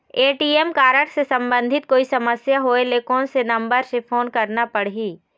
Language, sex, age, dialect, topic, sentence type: Chhattisgarhi, female, 18-24, Eastern, banking, question